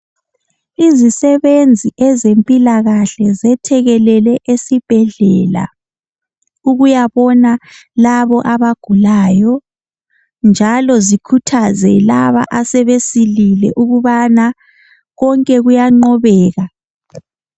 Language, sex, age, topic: North Ndebele, female, 18-24, health